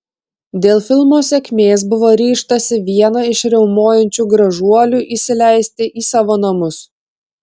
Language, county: Lithuanian, Klaipėda